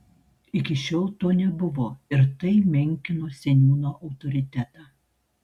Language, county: Lithuanian, Tauragė